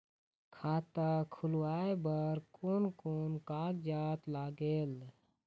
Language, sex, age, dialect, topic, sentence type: Chhattisgarhi, male, 18-24, Eastern, banking, question